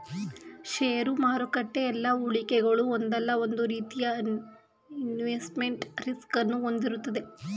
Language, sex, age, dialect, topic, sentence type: Kannada, female, 31-35, Mysore Kannada, banking, statement